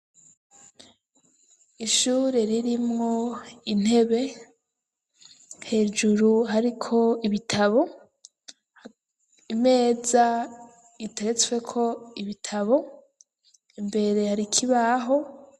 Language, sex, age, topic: Rundi, female, 25-35, education